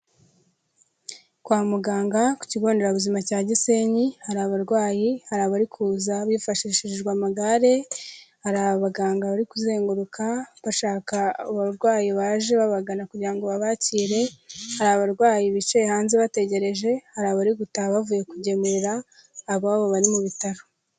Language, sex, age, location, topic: Kinyarwanda, female, 18-24, Kigali, health